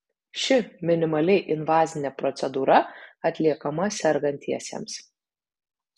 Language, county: Lithuanian, Vilnius